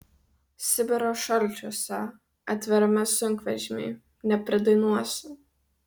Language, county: Lithuanian, Vilnius